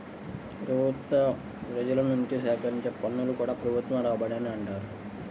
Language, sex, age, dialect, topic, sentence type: Telugu, male, 18-24, Central/Coastal, banking, statement